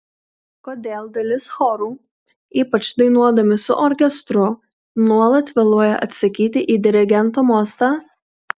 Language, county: Lithuanian, Kaunas